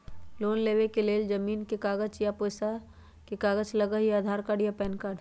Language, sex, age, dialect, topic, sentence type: Magahi, male, 36-40, Western, banking, question